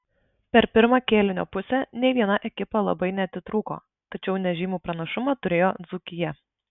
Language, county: Lithuanian, Marijampolė